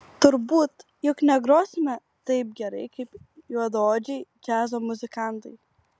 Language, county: Lithuanian, Kaunas